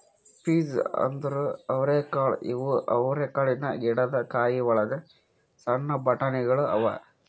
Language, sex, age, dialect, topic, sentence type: Kannada, male, 25-30, Northeastern, agriculture, statement